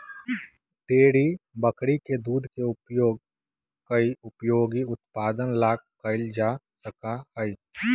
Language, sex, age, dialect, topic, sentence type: Magahi, male, 18-24, Western, agriculture, statement